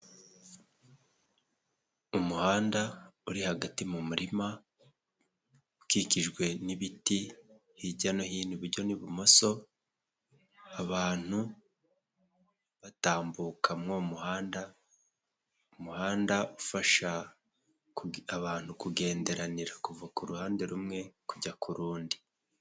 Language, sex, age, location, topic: Kinyarwanda, male, 18-24, Nyagatare, government